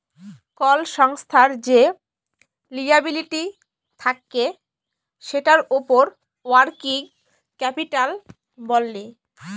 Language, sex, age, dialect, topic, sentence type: Bengali, female, 18-24, Jharkhandi, banking, statement